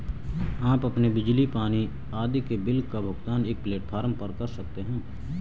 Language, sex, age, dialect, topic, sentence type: Hindi, male, 18-24, Marwari Dhudhari, banking, statement